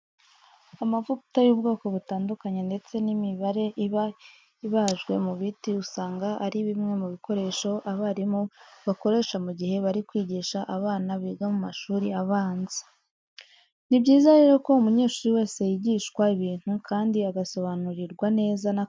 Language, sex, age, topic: Kinyarwanda, female, 25-35, education